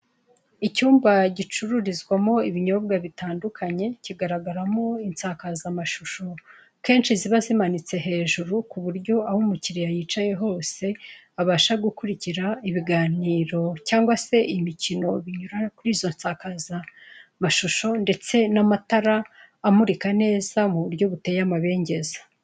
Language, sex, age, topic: Kinyarwanda, male, 36-49, finance